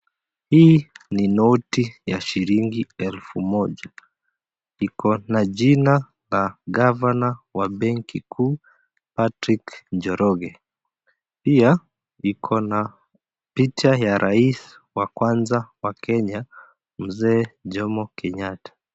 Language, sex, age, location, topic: Swahili, male, 25-35, Kisii, finance